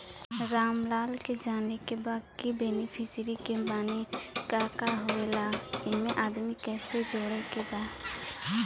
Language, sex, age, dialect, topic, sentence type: Bhojpuri, female, 18-24, Western, banking, question